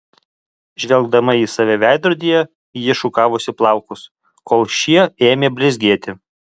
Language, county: Lithuanian, Alytus